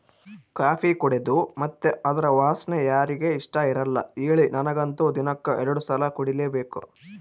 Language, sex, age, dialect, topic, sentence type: Kannada, male, 18-24, Central, agriculture, statement